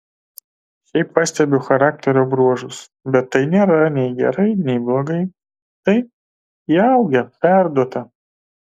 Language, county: Lithuanian, Kaunas